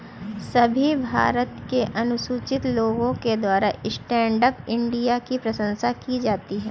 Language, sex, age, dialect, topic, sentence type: Hindi, female, 36-40, Kanauji Braj Bhasha, banking, statement